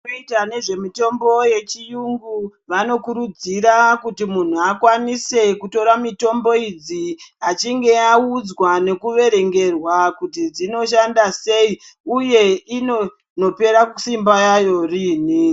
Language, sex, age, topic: Ndau, female, 25-35, health